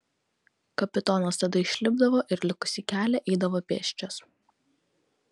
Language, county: Lithuanian, Kaunas